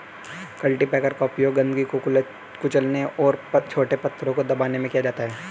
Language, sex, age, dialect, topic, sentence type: Hindi, male, 18-24, Hindustani Malvi Khadi Boli, agriculture, statement